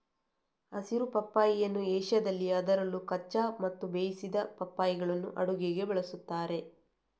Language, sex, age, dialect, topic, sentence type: Kannada, female, 31-35, Coastal/Dakshin, agriculture, statement